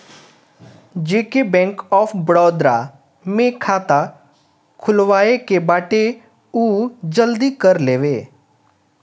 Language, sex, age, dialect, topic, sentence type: Bhojpuri, male, 25-30, Northern, banking, statement